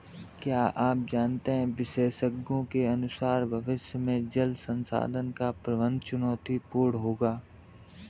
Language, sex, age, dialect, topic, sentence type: Hindi, male, 18-24, Kanauji Braj Bhasha, agriculture, statement